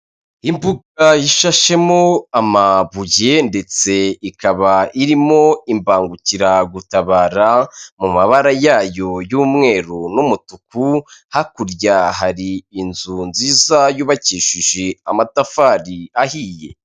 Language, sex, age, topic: Kinyarwanda, male, 25-35, government